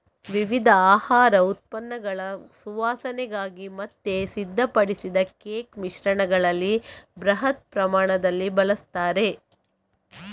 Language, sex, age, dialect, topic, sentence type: Kannada, female, 31-35, Coastal/Dakshin, agriculture, statement